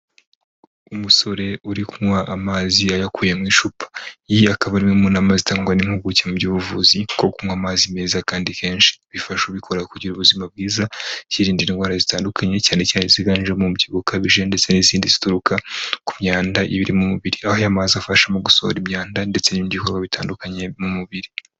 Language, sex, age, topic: Kinyarwanda, male, 18-24, health